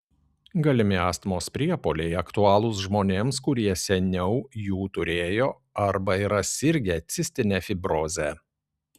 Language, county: Lithuanian, Šiauliai